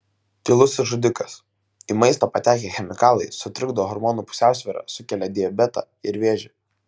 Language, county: Lithuanian, Vilnius